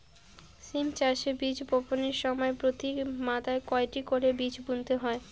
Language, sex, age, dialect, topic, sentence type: Bengali, female, 25-30, Rajbangshi, agriculture, question